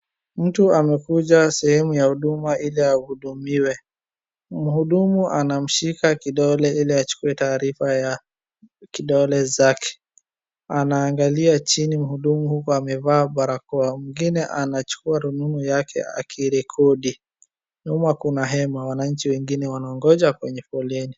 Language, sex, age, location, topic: Swahili, female, 25-35, Wajir, government